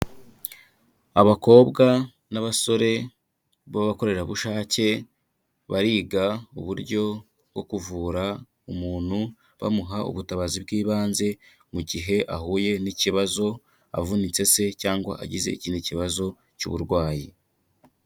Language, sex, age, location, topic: Kinyarwanda, male, 25-35, Kigali, health